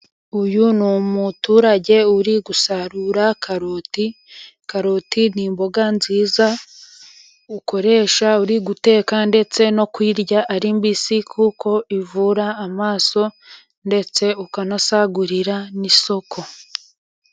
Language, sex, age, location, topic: Kinyarwanda, female, 25-35, Musanze, agriculture